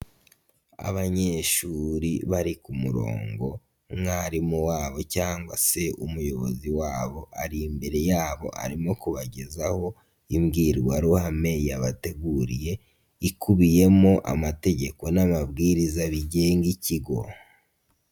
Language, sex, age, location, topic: Kinyarwanda, male, 50+, Nyagatare, education